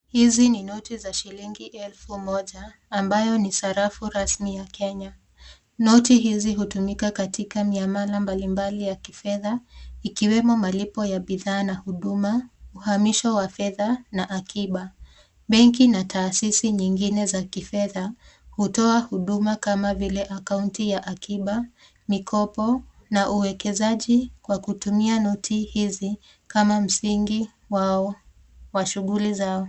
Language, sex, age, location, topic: Swahili, female, 25-35, Nakuru, finance